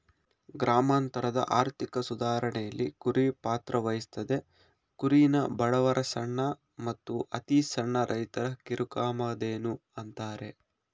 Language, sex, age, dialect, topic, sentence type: Kannada, male, 25-30, Mysore Kannada, agriculture, statement